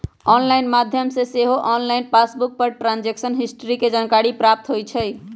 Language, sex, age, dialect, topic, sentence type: Magahi, female, 31-35, Western, banking, statement